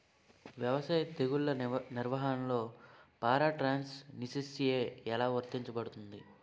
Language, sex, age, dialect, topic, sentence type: Telugu, male, 18-24, Utterandhra, agriculture, question